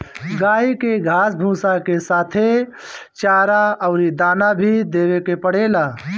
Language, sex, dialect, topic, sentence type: Bhojpuri, male, Northern, agriculture, statement